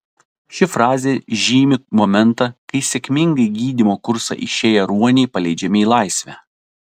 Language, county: Lithuanian, Telšiai